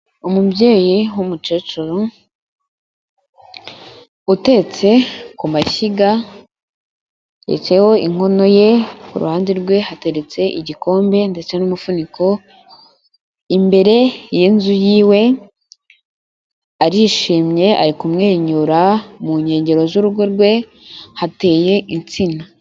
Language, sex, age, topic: Kinyarwanda, female, 18-24, health